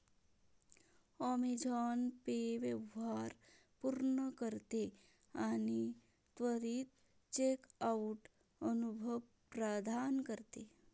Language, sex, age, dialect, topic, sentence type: Marathi, female, 31-35, Varhadi, banking, statement